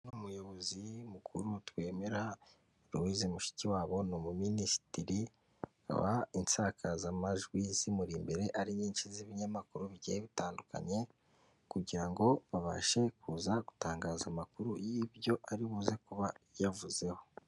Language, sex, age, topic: Kinyarwanda, female, 18-24, government